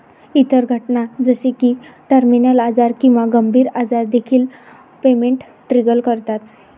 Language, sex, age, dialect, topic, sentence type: Marathi, female, 25-30, Varhadi, banking, statement